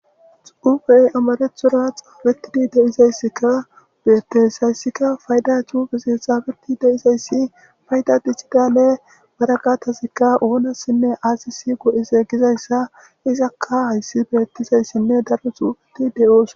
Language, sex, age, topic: Gamo, male, 25-35, government